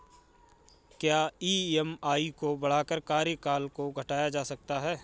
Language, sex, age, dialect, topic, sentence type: Hindi, male, 25-30, Awadhi Bundeli, banking, question